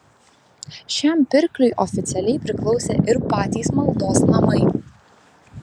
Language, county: Lithuanian, Vilnius